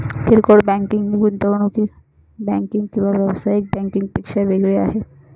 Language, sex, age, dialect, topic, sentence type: Marathi, female, 31-35, Northern Konkan, banking, statement